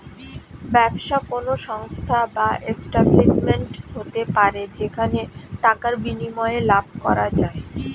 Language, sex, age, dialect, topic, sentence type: Bengali, female, 25-30, Standard Colloquial, banking, statement